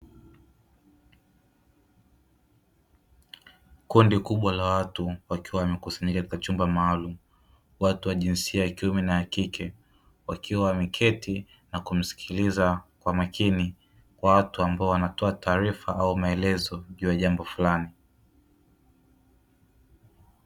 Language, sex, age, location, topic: Swahili, male, 25-35, Dar es Salaam, education